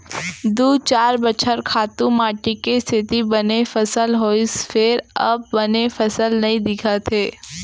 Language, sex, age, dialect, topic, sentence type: Chhattisgarhi, female, 18-24, Central, agriculture, statement